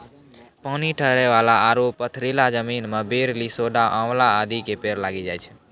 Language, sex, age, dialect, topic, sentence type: Maithili, male, 18-24, Angika, agriculture, statement